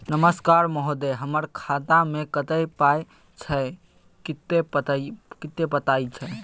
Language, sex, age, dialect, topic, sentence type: Maithili, male, 18-24, Bajjika, banking, question